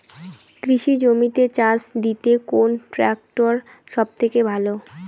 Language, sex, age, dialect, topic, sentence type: Bengali, female, 18-24, Rajbangshi, agriculture, question